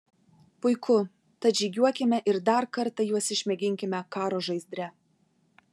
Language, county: Lithuanian, Vilnius